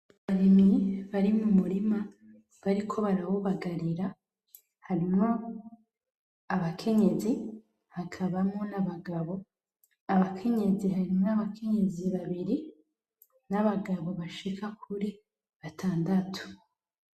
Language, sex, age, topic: Rundi, female, 25-35, agriculture